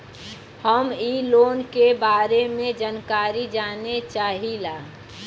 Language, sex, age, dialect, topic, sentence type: Bhojpuri, female, 18-24, Western, banking, question